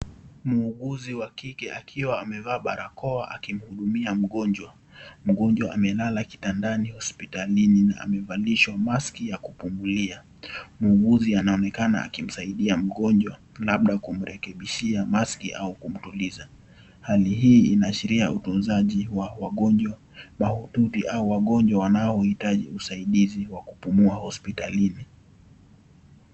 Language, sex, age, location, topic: Swahili, male, 18-24, Kisii, health